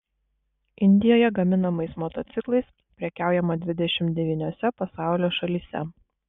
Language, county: Lithuanian, Kaunas